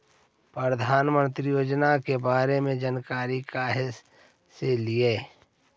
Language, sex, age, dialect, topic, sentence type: Magahi, male, 41-45, Central/Standard, banking, question